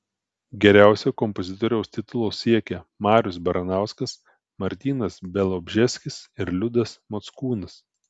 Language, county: Lithuanian, Telšiai